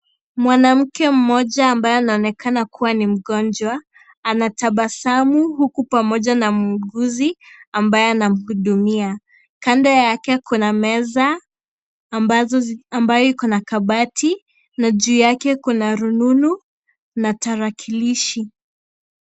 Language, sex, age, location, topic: Swahili, female, 25-35, Kisii, health